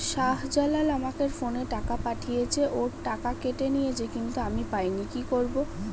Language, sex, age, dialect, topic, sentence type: Bengali, female, 31-35, Standard Colloquial, banking, question